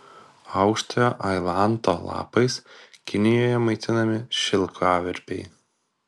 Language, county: Lithuanian, Kaunas